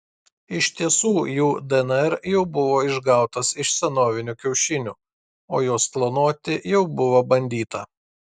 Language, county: Lithuanian, Klaipėda